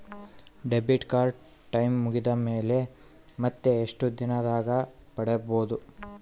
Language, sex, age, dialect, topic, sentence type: Kannada, male, 18-24, Central, banking, question